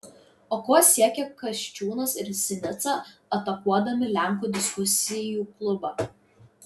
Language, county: Lithuanian, Kaunas